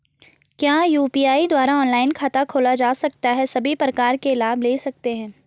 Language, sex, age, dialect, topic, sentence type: Hindi, female, 31-35, Garhwali, banking, question